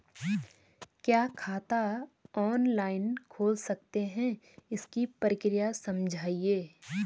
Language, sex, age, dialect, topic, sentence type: Hindi, female, 25-30, Garhwali, banking, question